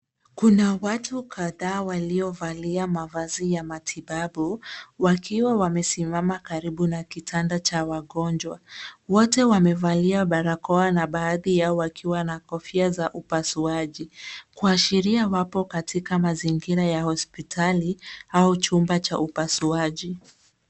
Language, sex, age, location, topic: Swahili, female, 18-24, Nairobi, health